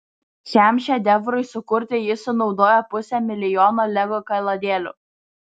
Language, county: Lithuanian, Vilnius